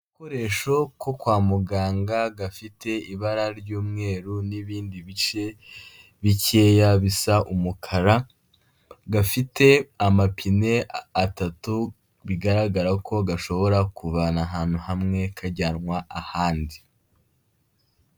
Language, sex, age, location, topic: Kinyarwanda, male, 18-24, Kigali, health